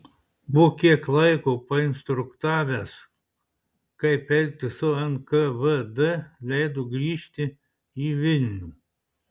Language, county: Lithuanian, Klaipėda